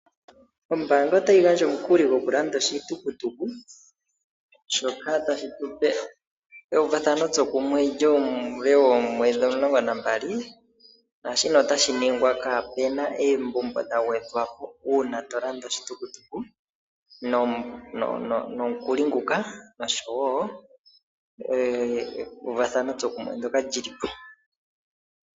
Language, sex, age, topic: Oshiwambo, male, 25-35, finance